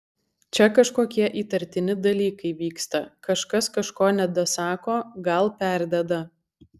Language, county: Lithuanian, Alytus